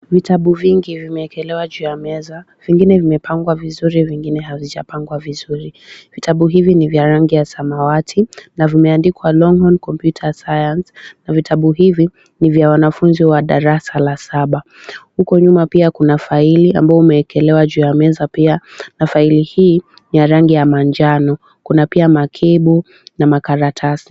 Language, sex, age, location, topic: Swahili, female, 18-24, Kisumu, education